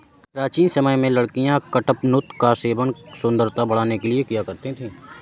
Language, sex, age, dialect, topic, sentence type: Hindi, male, 18-24, Awadhi Bundeli, agriculture, statement